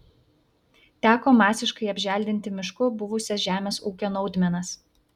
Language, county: Lithuanian, Vilnius